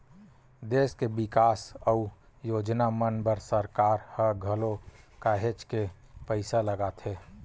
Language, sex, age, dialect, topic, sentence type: Chhattisgarhi, male, 31-35, Western/Budati/Khatahi, banking, statement